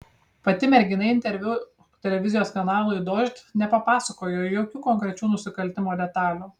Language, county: Lithuanian, Kaunas